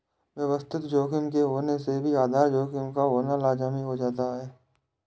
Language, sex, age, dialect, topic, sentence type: Hindi, male, 18-24, Awadhi Bundeli, banking, statement